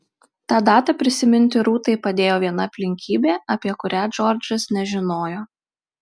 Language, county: Lithuanian, Marijampolė